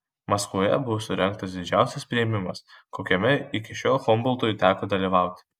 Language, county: Lithuanian, Kaunas